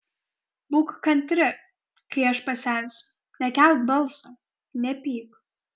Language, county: Lithuanian, Kaunas